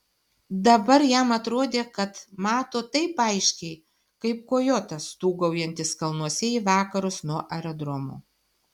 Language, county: Lithuanian, Šiauliai